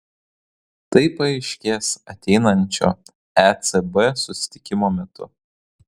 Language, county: Lithuanian, Kaunas